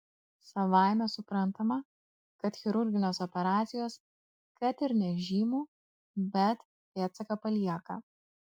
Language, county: Lithuanian, Kaunas